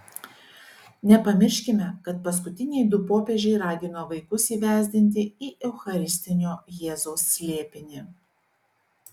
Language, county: Lithuanian, Šiauliai